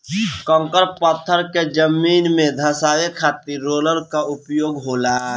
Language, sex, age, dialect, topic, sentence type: Bhojpuri, male, 18-24, Northern, agriculture, statement